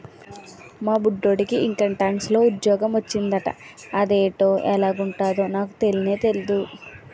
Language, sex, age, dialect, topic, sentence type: Telugu, female, 18-24, Utterandhra, banking, statement